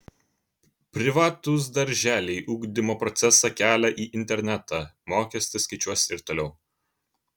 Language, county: Lithuanian, Kaunas